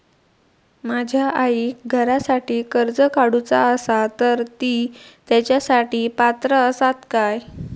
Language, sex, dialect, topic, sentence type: Marathi, female, Southern Konkan, banking, question